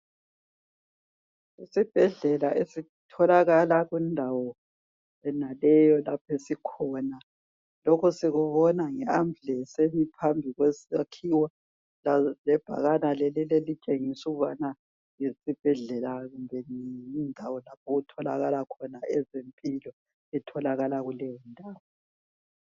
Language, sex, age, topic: North Ndebele, female, 50+, health